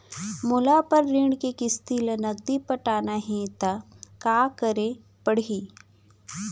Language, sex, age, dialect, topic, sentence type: Chhattisgarhi, female, 25-30, Central, banking, question